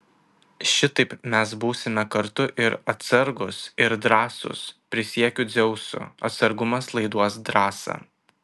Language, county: Lithuanian, Kaunas